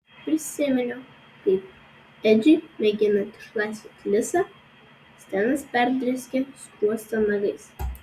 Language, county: Lithuanian, Vilnius